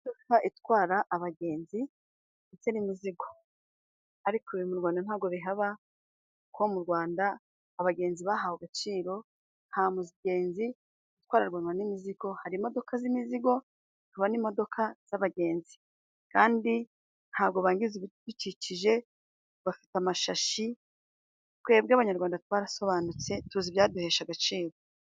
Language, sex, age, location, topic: Kinyarwanda, female, 36-49, Musanze, government